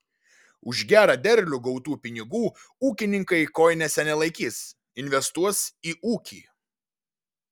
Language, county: Lithuanian, Vilnius